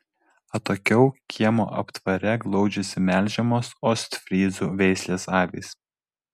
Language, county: Lithuanian, Vilnius